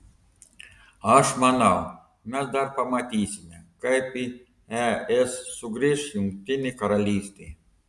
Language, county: Lithuanian, Telšiai